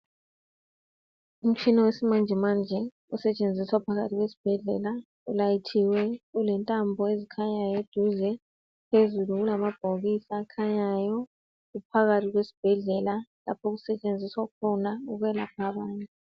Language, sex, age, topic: North Ndebele, female, 36-49, health